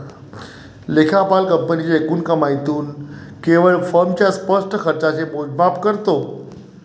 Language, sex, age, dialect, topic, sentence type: Marathi, male, 41-45, Varhadi, banking, statement